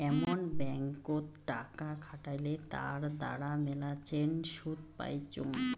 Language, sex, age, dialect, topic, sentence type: Bengali, female, 18-24, Rajbangshi, banking, statement